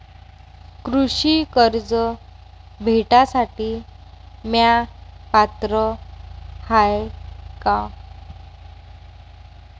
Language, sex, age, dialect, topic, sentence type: Marathi, female, 18-24, Varhadi, banking, question